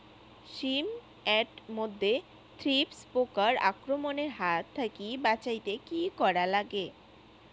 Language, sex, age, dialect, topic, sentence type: Bengali, female, 18-24, Rajbangshi, agriculture, question